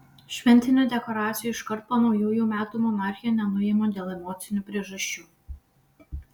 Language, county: Lithuanian, Vilnius